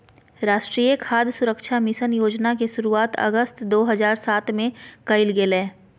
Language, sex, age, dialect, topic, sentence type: Magahi, female, 18-24, Southern, agriculture, statement